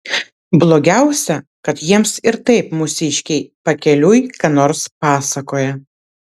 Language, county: Lithuanian, Vilnius